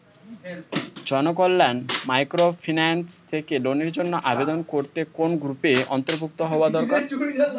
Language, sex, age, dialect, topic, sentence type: Bengali, male, 18-24, Standard Colloquial, banking, question